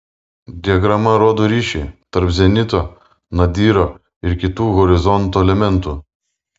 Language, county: Lithuanian, Vilnius